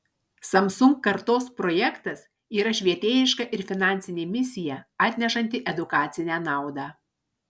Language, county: Lithuanian, Marijampolė